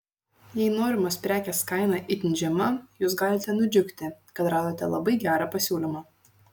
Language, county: Lithuanian, Šiauliai